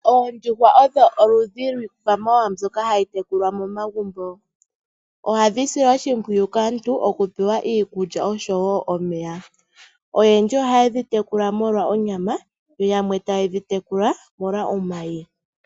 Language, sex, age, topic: Oshiwambo, female, 18-24, agriculture